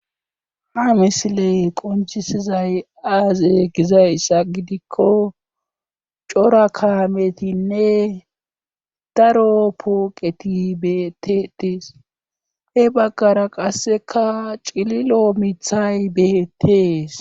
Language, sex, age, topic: Gamo, male, 25-35, government